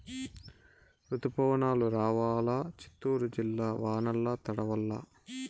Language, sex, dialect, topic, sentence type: Telugu, male, Southern, agriculture, statement